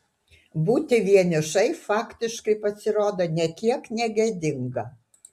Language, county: Lithuanian, Utena